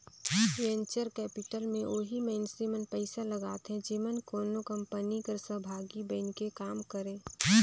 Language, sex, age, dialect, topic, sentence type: Chhattisgarhi, female, 25-30, Northern/Bhandar, banking, statement